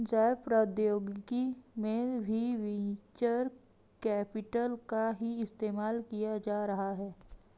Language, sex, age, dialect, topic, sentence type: Hindi, female, 18-24, Marwari Dhudhari, banking, statement